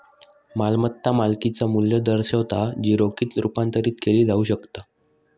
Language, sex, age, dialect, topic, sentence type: Marathi, male, 56-60, Southern Konkan, banking, statement